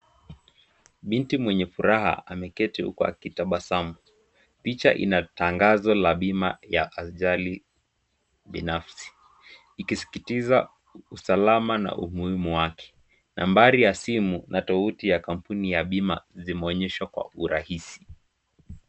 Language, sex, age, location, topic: Swahili, male, 18-24, Nakuru, finance